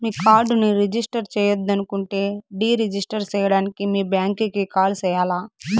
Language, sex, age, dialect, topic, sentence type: Telugu, female, 18-24, Southern, banking, statement